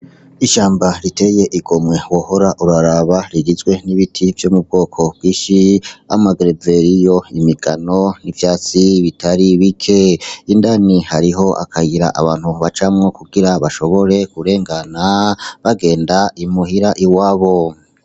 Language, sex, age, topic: Rundi, male, 36-49, agriculture